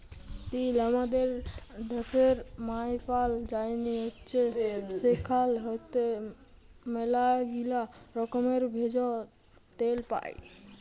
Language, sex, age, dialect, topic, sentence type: Bengali, male, 41-45, Jharkhandi, agriculture, statement